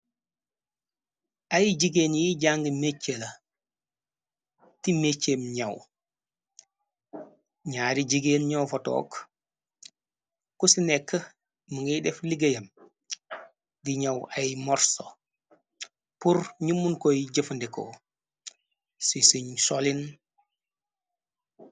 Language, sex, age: Wolof, male, 25-35